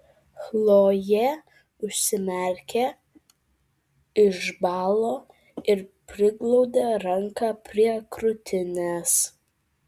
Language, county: Lithuanian, Vilnius